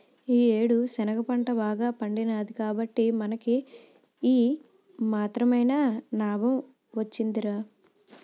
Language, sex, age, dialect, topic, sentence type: Telugu, female, 25-30, Utterandhra, agriculture, statement